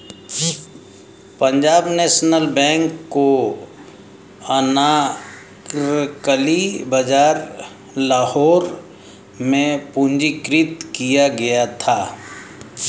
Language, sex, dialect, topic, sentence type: Hindi, male, Hindustani Malvi Khadi Boli, banking, statement